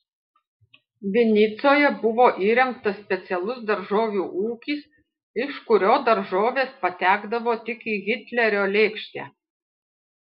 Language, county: Lithuanian, Panevėžys